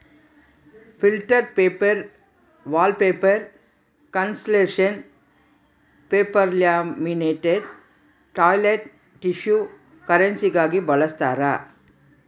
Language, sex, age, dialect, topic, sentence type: Kannada, female, 31-35, Central, agriculture, statement